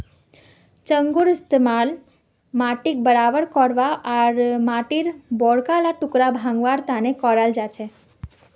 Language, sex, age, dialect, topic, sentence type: Magahi, female, 36-40, Northeastern/Surjapuri, agriculture, statement